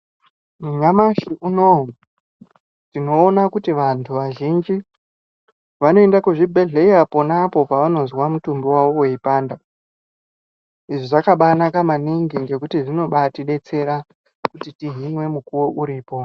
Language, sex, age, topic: Ndau, male, 18-24, health